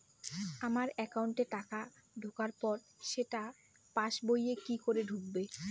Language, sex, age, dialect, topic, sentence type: Bengali, female, 18-24, Rajbangshi, banking, question